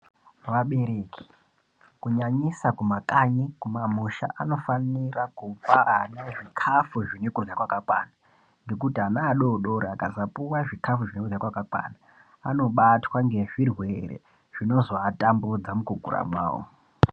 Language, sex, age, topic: Ndau, male, 18-24, health